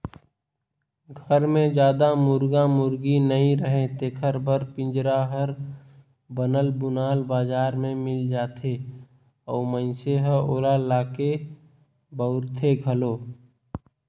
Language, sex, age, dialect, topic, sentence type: Chhattisgarhi, male, 18-24, Northern/Bhandar, agriculture, statement